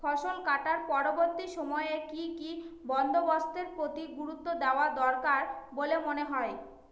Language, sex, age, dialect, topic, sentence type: Bengali, female, 25-30, Northern/Varendri, agriculture, statement